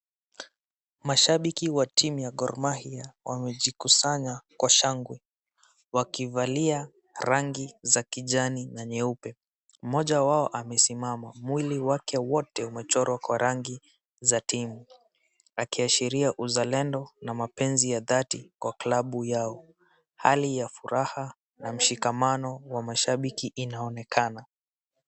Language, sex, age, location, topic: Swahili, male, 18-24, Wajir, government